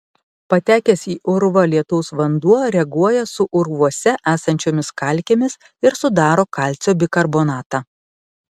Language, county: Lithuanian, Panevėžys